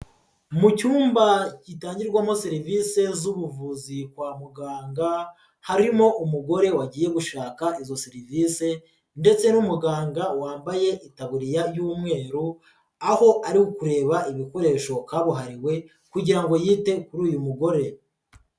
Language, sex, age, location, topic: Kinyarwanda, male, 50+, Nyagatare, health